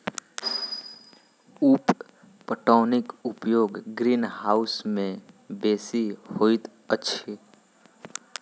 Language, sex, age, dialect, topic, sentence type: Maithili, male, 18-24, Southern/Standard, agriculture, statement